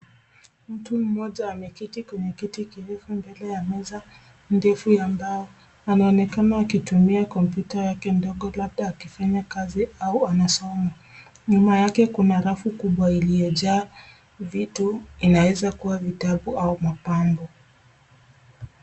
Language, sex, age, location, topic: Swahili, female, 25-35, Nairobi, education